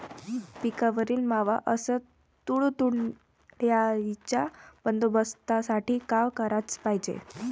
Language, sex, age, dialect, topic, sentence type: Marathi, female, 18-24, Varhadi, agriculture, question